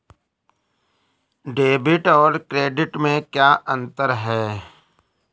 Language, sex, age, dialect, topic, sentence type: Hindi, male, 18-24, Awadhi Bundeli, banking, question